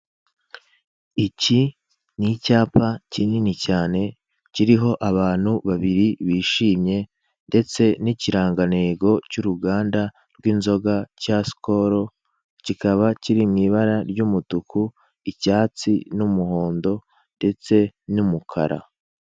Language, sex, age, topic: Kinyarwanda, male, 18-24, finance